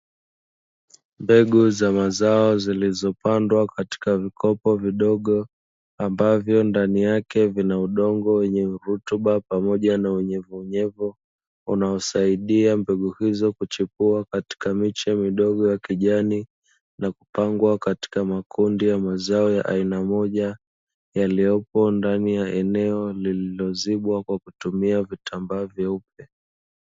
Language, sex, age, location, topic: Swahili, male, 25-35, Dar es Salaam, agriculture